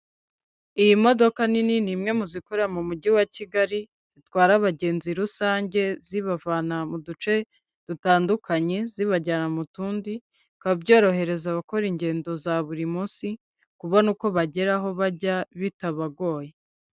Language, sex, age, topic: Kinyarwanda, female, 25-35, government